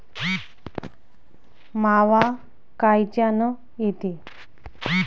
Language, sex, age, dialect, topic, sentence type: Marathi, female, 25-30, Varhadi, agriculture, question